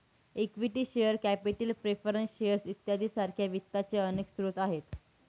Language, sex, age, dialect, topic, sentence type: Marathi, female, 18-24, Northern Konkan, banking, statement